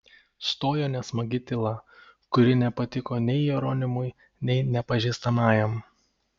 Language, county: Lithuanian, Panevėžys